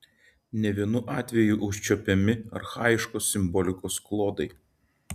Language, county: Lithuanian, Šiauliai